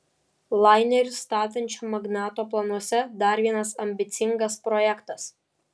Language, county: Lithuanian, Vilnius